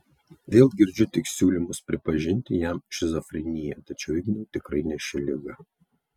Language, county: Lithuanian, Kaunas